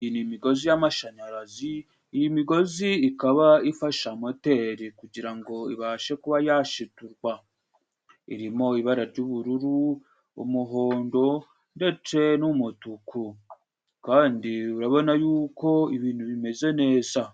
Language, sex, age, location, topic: Kinyarwanda, male, 25-35, Musanze, government